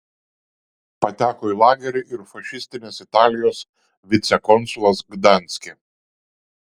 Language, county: Lithuanian, Šiauliai